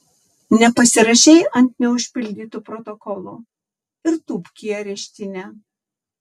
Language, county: Lithuanian, Tauragė